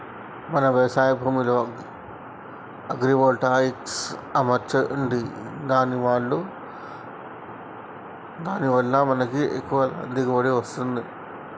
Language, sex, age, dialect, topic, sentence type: Telugu, male, 36-40, Telangana, agriculture, statement